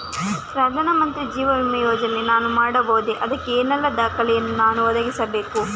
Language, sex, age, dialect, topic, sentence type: Kannada, female, 31-35, Coastal/Dakshin, banking, question